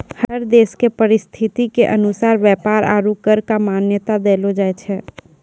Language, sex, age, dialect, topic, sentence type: Maithili, female, 18-24, Angika, banking, statement